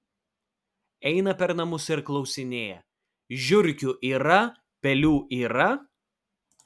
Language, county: Lithuanian, Vilnius